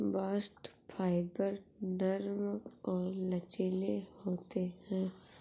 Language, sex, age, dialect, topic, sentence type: Hindi, female, 46-50, Awadhi Bundeli, agriculture, statement